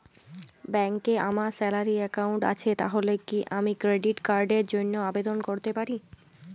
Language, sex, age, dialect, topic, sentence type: Bengali, female, 18-24, Jharkhandi, banking, question